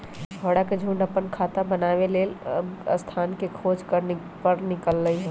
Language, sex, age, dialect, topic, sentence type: Magahi, male, 18-24, Western, agriculture, statement